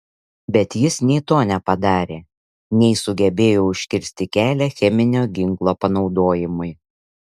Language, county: Lithuanian, Šiauliai